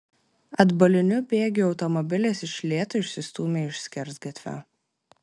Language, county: Lithuanian, Klaipėda